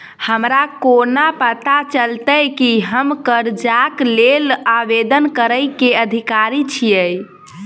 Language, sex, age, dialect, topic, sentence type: Maithili, female, 18-24, Southern/Standard, banking, statement